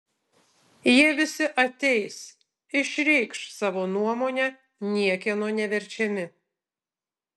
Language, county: Lithuanian, Utena